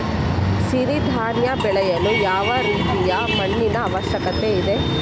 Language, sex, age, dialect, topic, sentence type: Kannada, female, 25-30, Mysore Kannada, agriculture, question